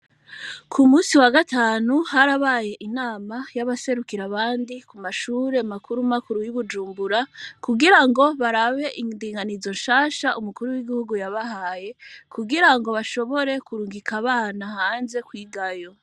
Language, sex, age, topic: Rundi, female, 25-35, education